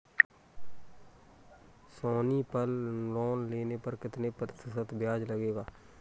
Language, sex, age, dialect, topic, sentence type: Hindi, male, 18-24, Kanauji Braj Bhasha, banking, question